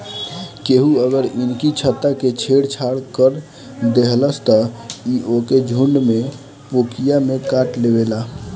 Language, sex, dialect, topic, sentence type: Bhojpuri, male, Northern, agriculture, statement